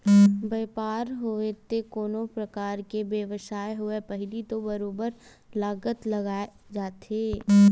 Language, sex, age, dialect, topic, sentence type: Chhattisgarhi, female, 41-45, Western/Budati/Khatahi, banking, statement